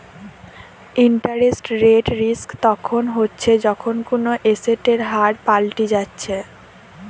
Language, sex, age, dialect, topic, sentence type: Bengali, female, 18-24, Western, banking, statement